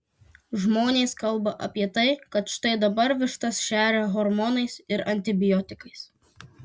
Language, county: Lithuanian, Kaunas